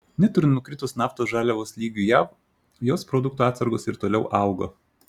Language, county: Lithuanian, Šiauliai